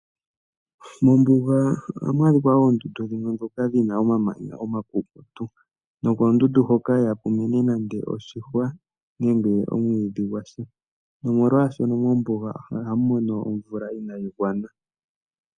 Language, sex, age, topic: Oshiwambo, male, 18-24, agriculture